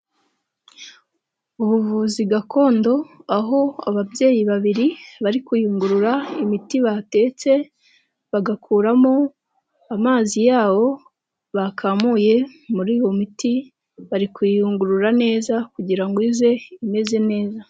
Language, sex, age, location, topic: Kinyarwanda, female, 18-24, Nyagatare, health